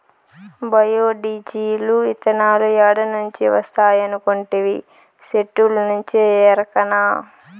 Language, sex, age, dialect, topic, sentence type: Telugu, female, 18-24, Southern, agriculture, statement